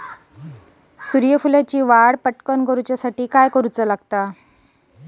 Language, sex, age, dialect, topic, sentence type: Marathi, female, 25-30, Standard Marathi, agriculture, question